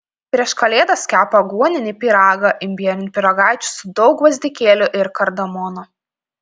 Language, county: Lithuanian, Panevėžys